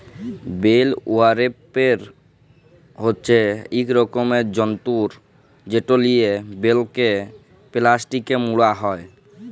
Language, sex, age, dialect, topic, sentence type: Bengali, female, 36-40, Jharkhandi, agriculture, statement